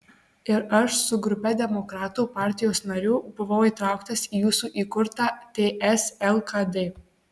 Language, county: Lithuanian, Marijampolė